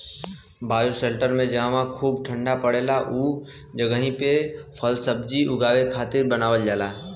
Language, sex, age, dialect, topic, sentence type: Bhojpuri, male, 18-24, Western, agriculture, statement